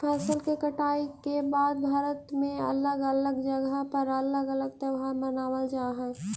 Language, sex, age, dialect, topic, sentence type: Magahi, female, 18-24, Central/Standard, agriculture, statement